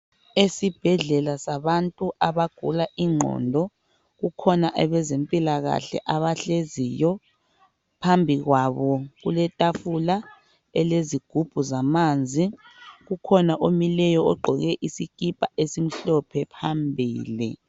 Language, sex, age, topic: North Ndebele, female, 25-35, health